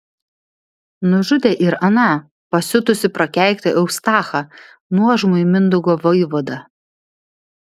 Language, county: Lithuanian, Vilnius